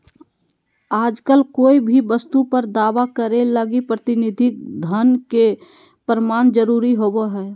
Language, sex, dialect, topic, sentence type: Magahi, female, Southern, banking, statement